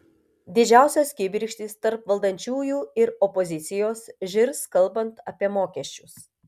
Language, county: Lithuanian, Telšiai